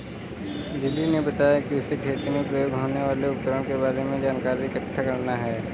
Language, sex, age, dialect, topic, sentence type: Hindi, male, 18-24, Kanauji Braj Bhasha, agriculture, statement